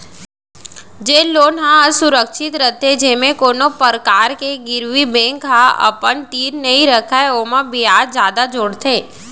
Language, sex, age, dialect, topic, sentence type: Chhattisgarhi, female, 18-24, Central, banking, statement